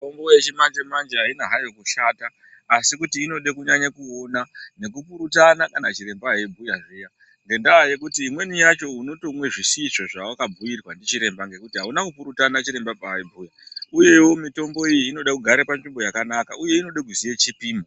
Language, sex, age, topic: Ndau, female, 36-49, health